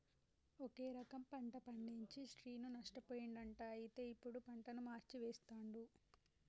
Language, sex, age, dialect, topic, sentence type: Telugu, female, 18-24, Telangana, agriculture, statement